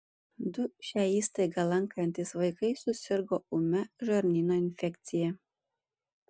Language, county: Lithuanian, Panevėžys